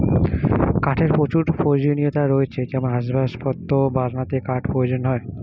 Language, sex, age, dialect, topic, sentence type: Bengali, male, 25-30, Standard Colloquial, agriculture, statement